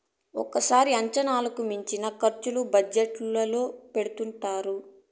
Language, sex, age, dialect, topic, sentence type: Telugu, female, 41-45, Southern, banking, statement